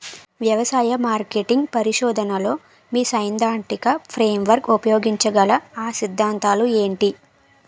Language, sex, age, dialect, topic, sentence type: Telugu, female, 18-24, Utterandhra, agriculture, question